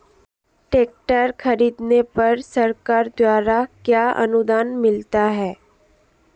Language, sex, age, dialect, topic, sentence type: Hindi, female, 18-24, Marwari Dhudhari, agriculture, question